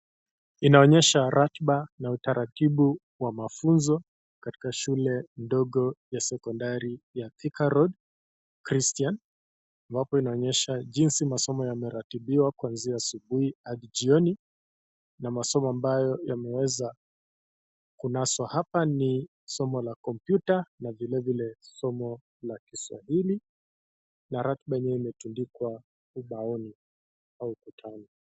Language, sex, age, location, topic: Swahili, male, 25-35, Kisii, education